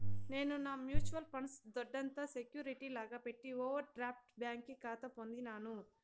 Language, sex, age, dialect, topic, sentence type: Telugu, female, 60-100, Southern, banking, statement